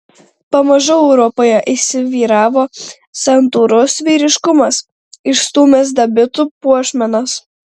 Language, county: Lithuanian, Tauragė